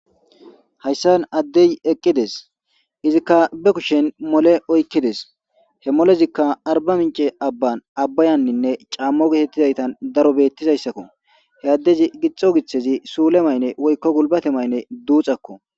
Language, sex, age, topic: Gamo, male, 25-35, government